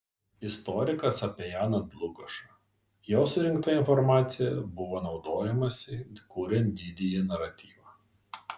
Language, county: Lithuanian, Vilnius